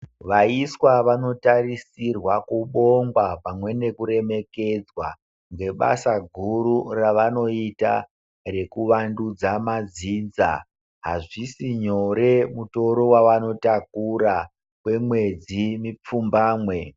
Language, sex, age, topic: Ndau, male, 36-49, health